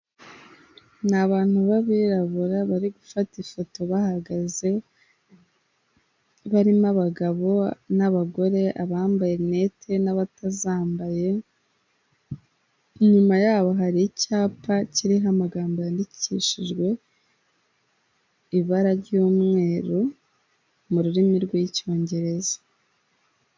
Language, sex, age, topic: Kinyarwanda, female, 18-24, health